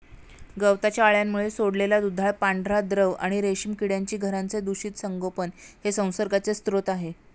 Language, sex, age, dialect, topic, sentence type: Marathi, female, 56-60, Standard Marathi, agriculture, statement